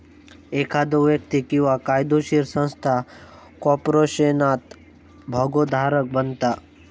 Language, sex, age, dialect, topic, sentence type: Marathi, male, 18-24, Southern Konkan, banking, statement